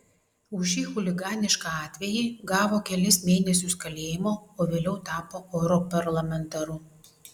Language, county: Lithuanian, Vilnius